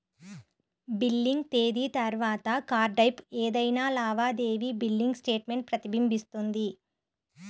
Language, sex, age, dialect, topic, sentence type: Telugu, female, 31-35, Central/Coastal, banking, statement